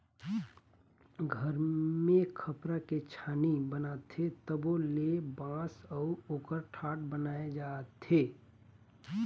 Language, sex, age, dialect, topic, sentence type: Chhattisgarhi, male, 31-35, Northern/Bhandar, agriculture, statement